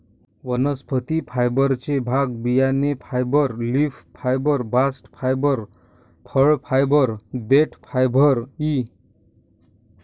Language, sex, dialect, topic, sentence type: Marathi, male, Varhadi, agriculture, statement